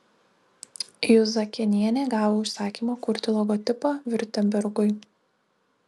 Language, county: Lithuanian, Kaunas